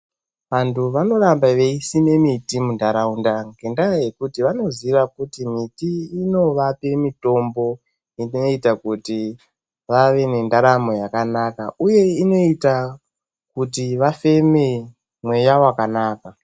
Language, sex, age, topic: Ndau, male, 18-24, health